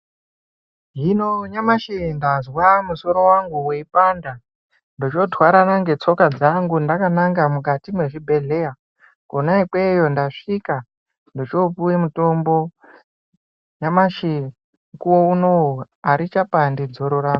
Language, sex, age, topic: Ndau, male, 25-35, health